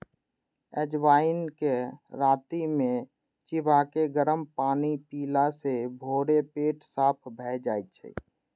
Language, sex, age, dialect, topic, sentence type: Maithili, male, 18-24, Eastern / Thethi, agriculture, statement